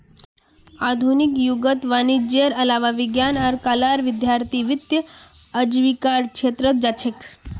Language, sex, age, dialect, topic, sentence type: Magahi, female, 25-30, Northeastern/Surjapuri, banking, statement